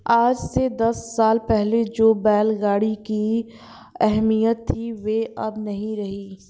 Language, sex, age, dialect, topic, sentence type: Hindi, female, 51-55, Hindustani Malvi Khadi Boli, agriculture, statement